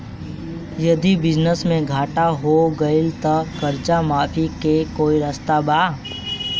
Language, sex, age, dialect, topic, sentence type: Bhojpuri, male, 18-24, Southern / Standard, banking, question